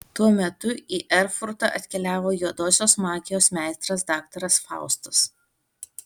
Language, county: Lithuanian, Alytus